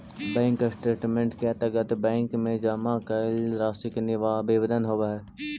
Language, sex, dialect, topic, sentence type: Magahi, male, Central/Standard, banking, statement